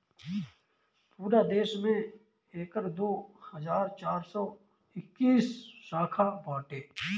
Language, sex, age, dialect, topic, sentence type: Bhojpuri, male, 25-30, Northern, banking, statement